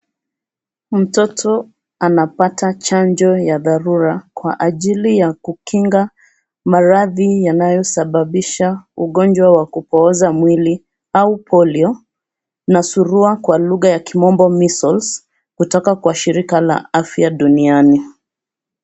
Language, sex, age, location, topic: Swahili, female, 36-49, Nairobi, health